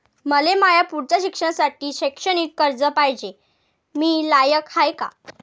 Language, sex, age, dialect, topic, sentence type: Marathi, female, 18-24, Varhadi, banking, statement